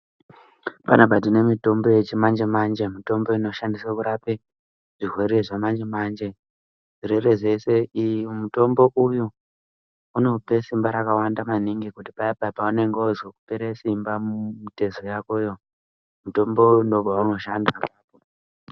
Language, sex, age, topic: Ndau, male, 18-24, health